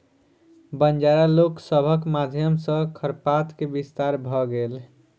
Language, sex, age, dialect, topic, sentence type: Maithili, female, 60-100, Southern/Standard, agriculture, statement